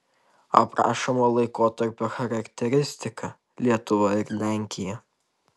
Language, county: Lithuanian, Tauragė